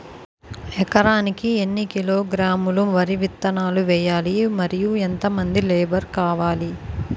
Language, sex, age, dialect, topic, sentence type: Telugu, female, 18-24, Utterandhra, agriculture, question